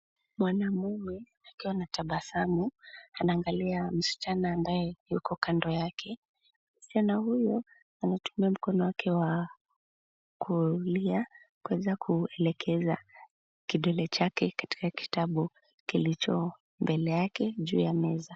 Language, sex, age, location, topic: Swahili, female, 18-24, Nairobi, education